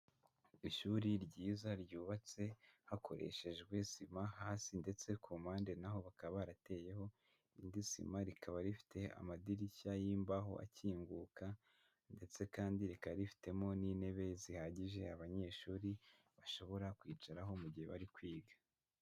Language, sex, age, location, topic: Kinyarwanda, male, 18-24, Huye, education